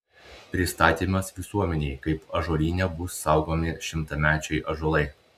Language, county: Lithuanian, Klaipėda